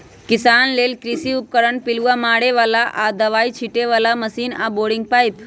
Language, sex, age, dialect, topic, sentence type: Magahi, male, 25-30, Western, agriculture, statement